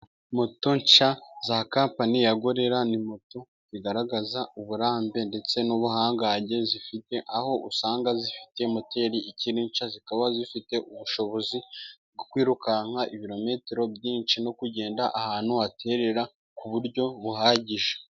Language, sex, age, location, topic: Kinyarwanda, male, 25-35, Musanze, government